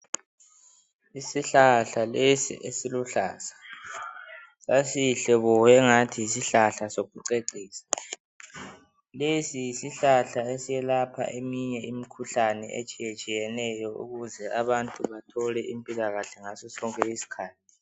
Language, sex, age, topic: North Ndebele, male, 18-24, health